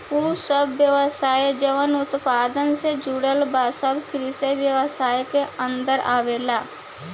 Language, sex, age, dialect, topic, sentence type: Bhojpuri, female, 51-55, Southern / Standard, agriculture, statement